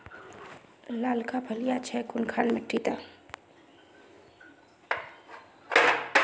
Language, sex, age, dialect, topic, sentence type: Magahi, female, 31-35, Northeastern/Surjapuri, agriculture, question